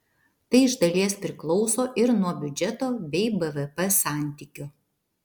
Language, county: Lithuanian, Vilnius